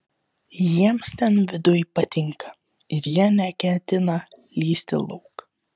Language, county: Lithuanian, Vilnius